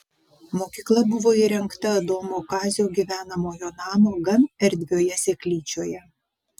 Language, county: Lithuanian, Vilnius